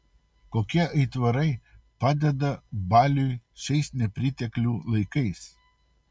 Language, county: Lithuanian, Utena